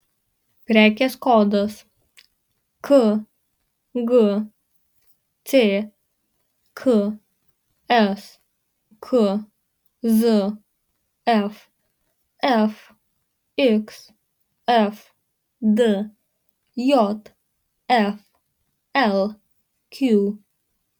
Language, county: Lithuanian, Marijampolė